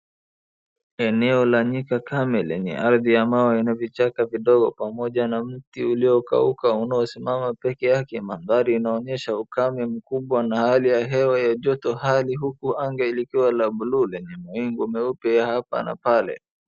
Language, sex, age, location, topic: Swahili, male, 25-35, Wajir, health